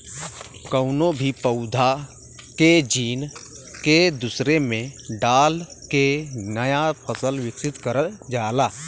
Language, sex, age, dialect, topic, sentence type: Bhojpuri, male, 25-30, Western, agriculture, statement